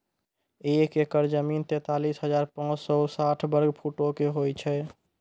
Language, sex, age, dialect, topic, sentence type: Maithili, male, 18-24, Angika, agriculture, statement